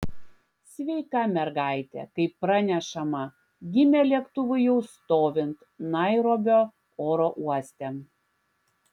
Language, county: Lithuanian, Klaipėda